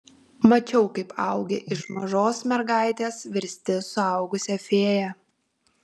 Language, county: Lithuanian, Tauragė